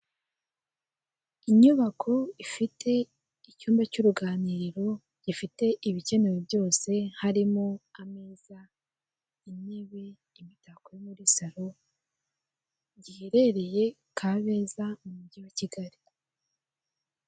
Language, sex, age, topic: Kinyarwanda, female, 18-24, finance